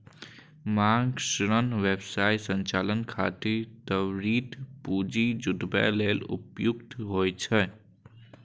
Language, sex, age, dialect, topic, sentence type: Maithili, male, 18-24, Eastern / Thethi, banking, statement